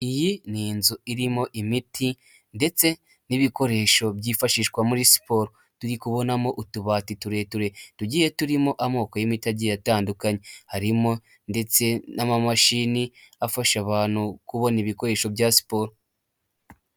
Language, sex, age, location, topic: Kinyarwanda, male, 18-24, Huye, health